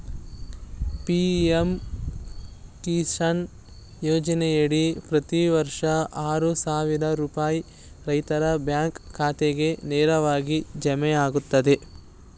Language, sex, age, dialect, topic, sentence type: Kannada, male, 18-24, Mysore Kannada, agriculture, statement